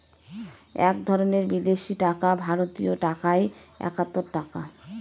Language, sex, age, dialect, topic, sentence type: Bengali, female, 31-35, Northern/Varendri, banking, statement